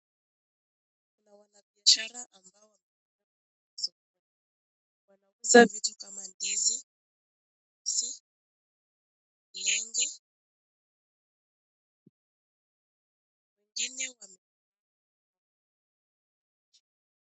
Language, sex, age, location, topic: Swahili, female, 18-24, Nakuru, finance